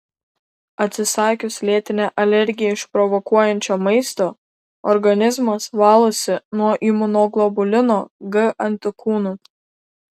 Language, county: Lithuanian, Kaunas